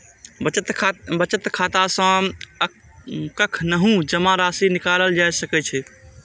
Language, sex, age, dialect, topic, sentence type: Maithili, male, 18-24, Eastern / Thethi, banking, statement